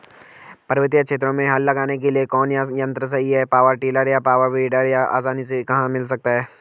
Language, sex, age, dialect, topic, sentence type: Hindi, male, 25-30, Garhwali, agriculture, question